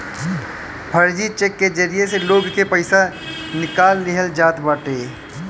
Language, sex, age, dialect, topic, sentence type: Bhojpuri, male, 25-30, Northern, banking, statement